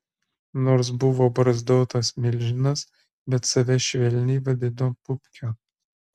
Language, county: Lithuanian, Kaunas